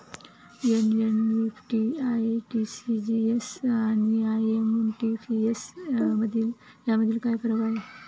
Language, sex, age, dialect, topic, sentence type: Marathi, female, 25-30, Standard Marathi, banking, question